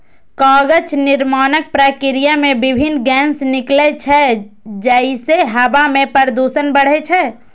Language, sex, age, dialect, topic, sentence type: Maithili, female, 18-24, Eastern / Thethi, agriculture, statement